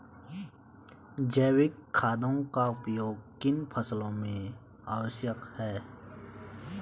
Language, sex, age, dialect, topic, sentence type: Hindi, male, 25-30, Garhwali, agriculture, question